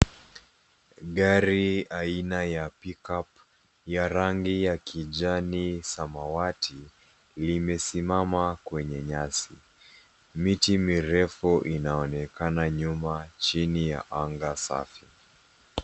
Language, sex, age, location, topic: Swahili, female, 18-24, Nairobi, finance